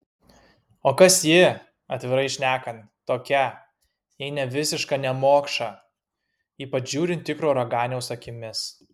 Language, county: Lithuanian, Kaunas